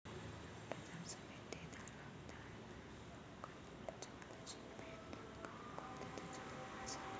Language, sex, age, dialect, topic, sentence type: Marathi, female, 25-30, Varhadi, agriculture, question